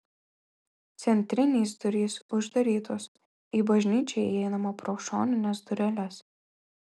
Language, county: Lithuanian, Marijampolė